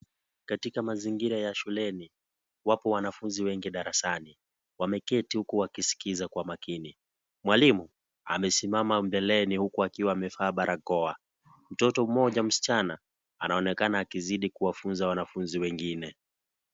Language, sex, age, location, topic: Swahili, male, 18-24, Kisii, health